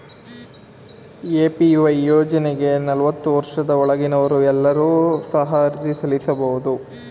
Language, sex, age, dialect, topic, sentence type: Kannada, male, 18-24, Mysore Kannada, banking, statement